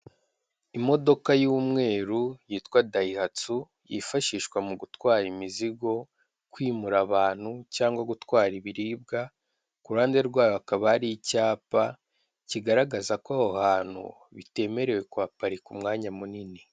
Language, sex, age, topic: Kinyarwanda, male, 18-24, government